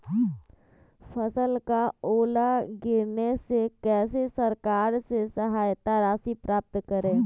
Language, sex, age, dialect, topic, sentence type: Magahi, male, 25-30, Western, agriculture, question